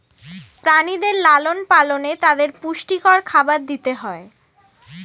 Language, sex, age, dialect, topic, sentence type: Bengali, female, 18-24, Standard Colloquial, agriculture, statement